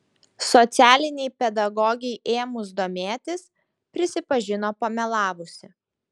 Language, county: Lithuanian, Šiauliai